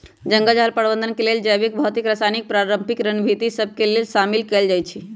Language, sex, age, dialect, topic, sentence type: Magahi, female, 31-35, Western, agriculture, statement